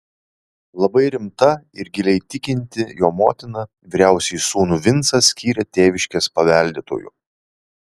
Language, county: Lithuanian, Vilnius